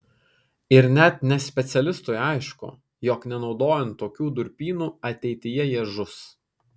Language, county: Lithuanian, Kaunas